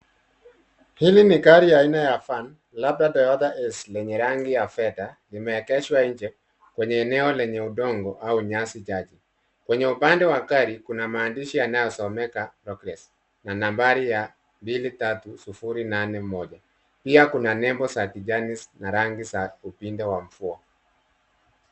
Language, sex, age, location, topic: Swahili, male, 50+, Nairobi, finance